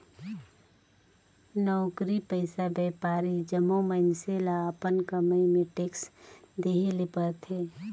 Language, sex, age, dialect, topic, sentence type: Chhattisgarhi, female, 31-35, Northern/Bhandar, banking, statement